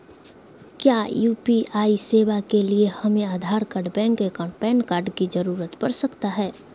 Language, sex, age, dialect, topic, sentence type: Magahi, female, 51-55, Southern, banking, question